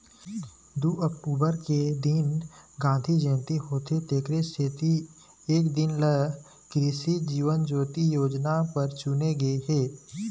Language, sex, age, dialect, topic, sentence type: Chhattisgarhi, male, 18-24, Eastern, agriculture, statement